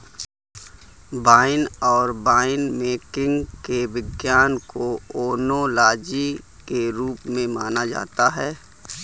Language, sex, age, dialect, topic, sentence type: Hindi, male, 18-24, Kanauji Braj Bhasha, agriculture, statement